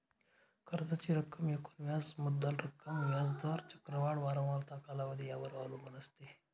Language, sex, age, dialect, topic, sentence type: Marathi, male, 25-30, Northern Konkan, banking, statement